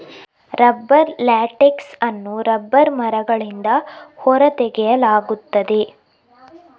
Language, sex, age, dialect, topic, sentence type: Kannada, female, 25-30, Coastal/Dakshin, agriculture, statement